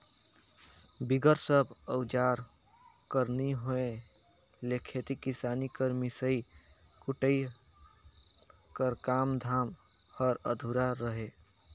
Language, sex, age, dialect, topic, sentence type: Chhattisgarhi, male, 56-60, Northern/Bhandar, agriculture, statement